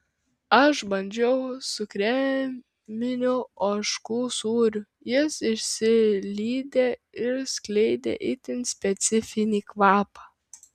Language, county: Lithuanian, Kaunas